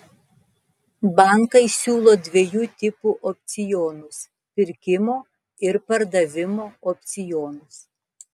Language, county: Lithuanian, Tauragė